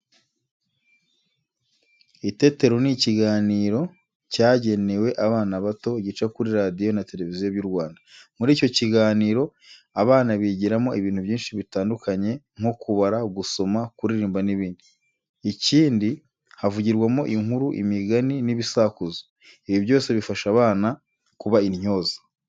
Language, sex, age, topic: Kinyarwanda, male, 25-35, education